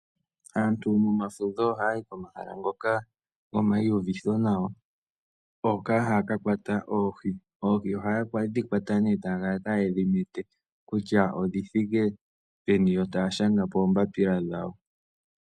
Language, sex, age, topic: Oshiwambo, male, 18-24, agriculture